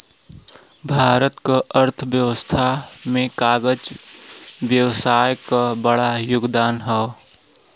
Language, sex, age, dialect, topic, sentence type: Bhojpuri, male, 18-24, Western, agriculture, statement